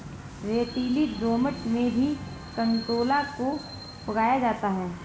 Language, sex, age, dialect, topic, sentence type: Hindi, female, 25-30, Marwari Dhudhari, agriculture, statement